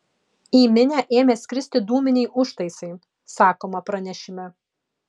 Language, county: Lithuanian, Kaunas